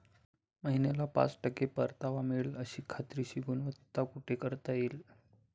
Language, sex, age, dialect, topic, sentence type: Marathi, male, 25-30, Standard Marathi, banking, question